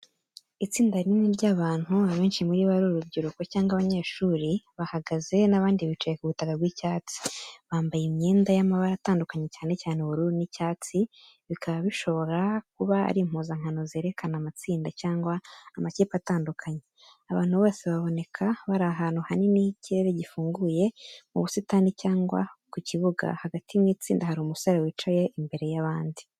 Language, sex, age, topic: Kinyarwanda, female, 18-24, education